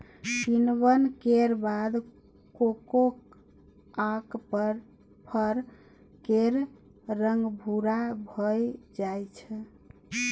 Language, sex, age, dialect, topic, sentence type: Maithili, female, 41-45, Bajjika, agriculture, statement